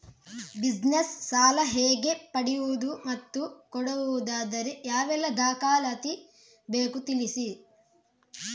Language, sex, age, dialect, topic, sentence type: Kannada, female, 56-60, Coastal/Dakshin, banking, question